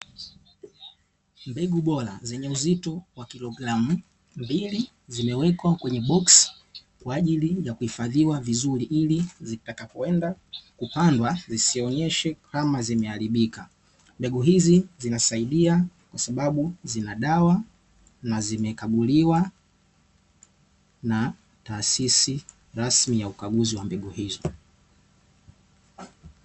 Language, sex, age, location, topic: Swahili, male, 18-24, Dar es Salaam, agriculture